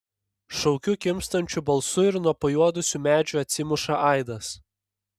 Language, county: Lithuanian, Panevėžys